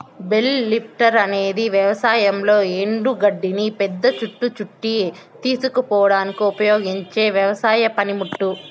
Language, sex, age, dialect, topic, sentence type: Telugu, male, 25-30, Southern, agriculture, statement